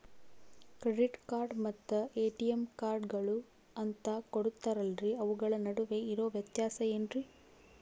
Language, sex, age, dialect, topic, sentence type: Kannada, female, 18-24, Central, banking, question